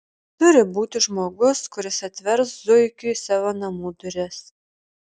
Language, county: Lithuanian, Šiauliai